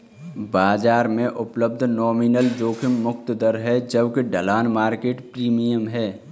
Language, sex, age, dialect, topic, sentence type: Hindi, male, 18-24, Kanauji Braj Bhasha, banking, statement